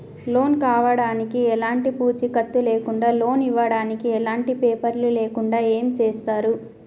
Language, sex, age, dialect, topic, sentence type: Telugu, female, 25-30, Telangana, banking, question